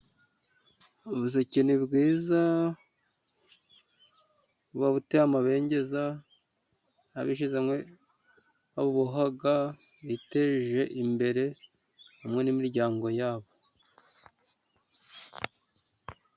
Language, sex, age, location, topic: Kinyarwanda, male, 36-49, Musanze, finance